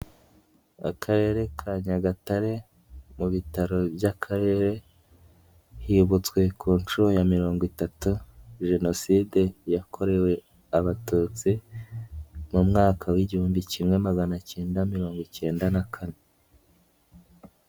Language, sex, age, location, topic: Kinyarwanda, male, 18-24, Nyagatare, health